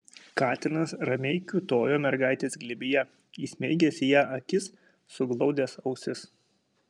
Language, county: Lithuanian, Kaunas